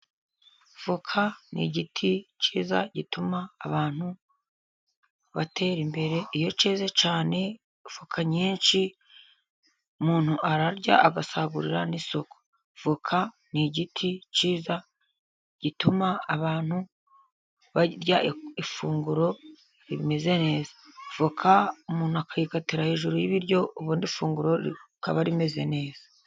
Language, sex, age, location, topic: Kinyarwanda, female, 50+, Musanze, agriculture